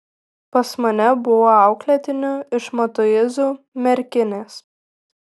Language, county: Lithuanian, Šiauliai